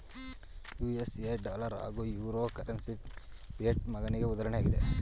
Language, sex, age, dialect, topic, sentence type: Kannada, male, 31-35, Mysore Kannada, banking, statement